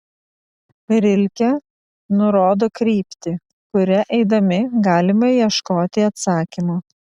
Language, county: Lithuanian, Vilnius